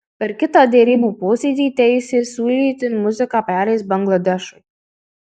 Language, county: Lithuanian, Marijampolė